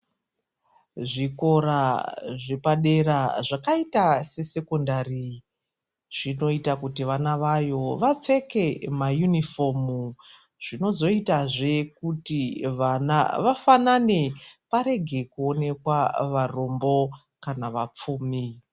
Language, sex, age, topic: Ndau, female, 25-35, education